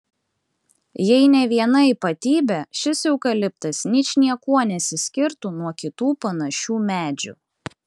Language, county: Lithuanian, Klaipėda